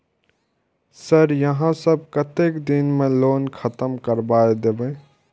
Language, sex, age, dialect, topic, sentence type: Maithili, male, 18-24, Eastern / Thethi, banking, question